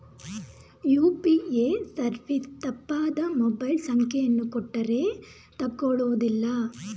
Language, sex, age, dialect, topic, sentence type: Kannada, female, 18-24, Mysore Kannada, banking, statement